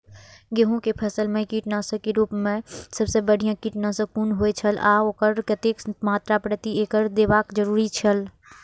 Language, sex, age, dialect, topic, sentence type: Maithili, female, 41-45, Eastern / Thethi, agriculture, question